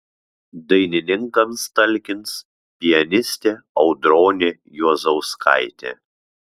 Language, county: Lithuanian, Vilnius